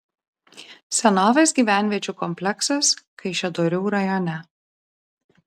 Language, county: Lithuanian, Vilnius